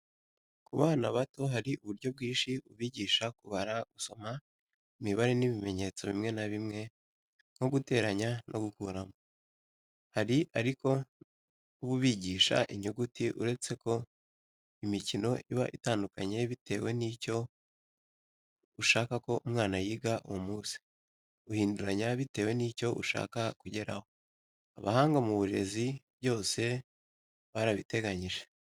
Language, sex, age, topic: Kinyarwanda, male, 18-24, education